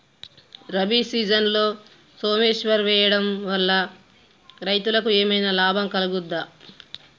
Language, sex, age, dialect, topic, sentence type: Telugu, female, 41-45, Telangana, agriculture, question